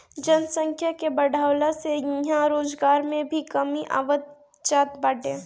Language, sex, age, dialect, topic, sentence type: Bhojpuri, female, 41-45, Northern, agriculture, statement